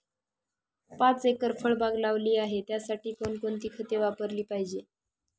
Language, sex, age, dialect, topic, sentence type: Marathi, male, 18-24, Northern Konkan, agriculture, question